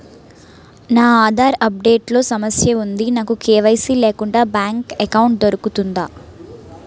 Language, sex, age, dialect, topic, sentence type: Telugu, female, 18-24, Utterandhra, banking, question